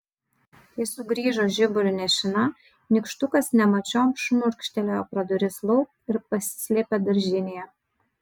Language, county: Lithuanian, Vilnius